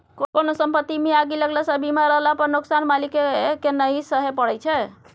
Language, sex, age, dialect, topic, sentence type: Maithili, female, 60-100, Bajjika, banking, statement